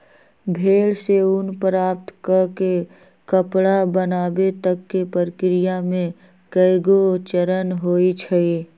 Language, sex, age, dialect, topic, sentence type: Magahi, female, 18-24, Western, agriculture, statement